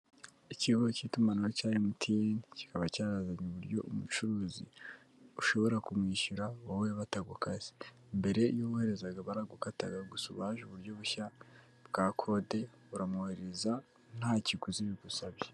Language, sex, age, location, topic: Kinyarwanda, female, 18-24, Kigali, finance